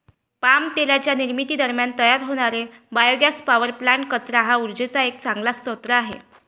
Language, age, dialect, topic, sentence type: Marathi, 25-30, Varhadi, agriculture, statement